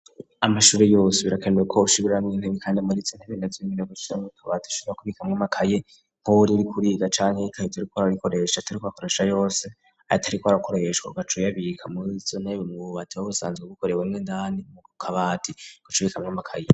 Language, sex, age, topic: Rundi, male, 36-49, education